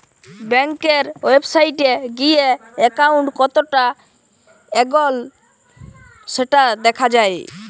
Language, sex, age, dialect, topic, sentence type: Bengali, male, 18-24, Jharkhandi, banking, statement